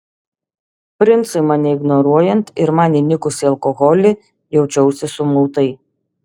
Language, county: Lithuanian, Šiauliai